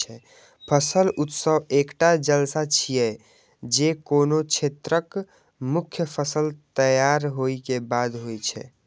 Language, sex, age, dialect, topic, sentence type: Maithili, male, 18-24, Eastern / Thethi, agriculture, statement